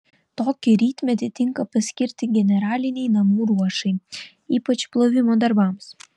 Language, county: Lithuanian, Vilnius